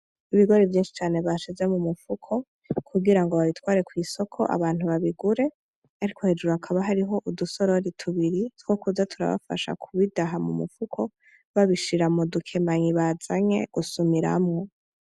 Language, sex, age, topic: Rundi, female, 18-24, agriculture